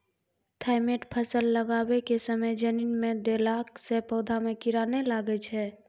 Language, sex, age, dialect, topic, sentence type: Maithili, female, 41-45, Angika, agriculture, question